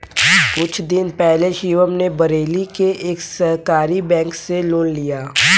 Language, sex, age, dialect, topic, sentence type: Hindi, male, 18-24, Kanauji Braj Bhasha, banking, statement